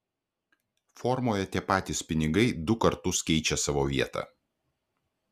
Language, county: Lithuanian, Klaipėda